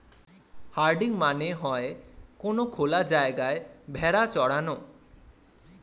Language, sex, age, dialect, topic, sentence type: Bengali, male, 18-24, Standard Colloquial, agriculture, statement